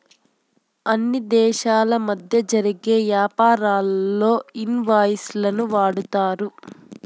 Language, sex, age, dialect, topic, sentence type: Telugu, female, 18-24, Southern, banking, statement